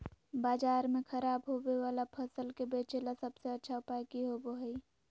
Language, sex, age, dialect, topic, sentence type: Magahi, female, 18-24, Southern, agriculture, statement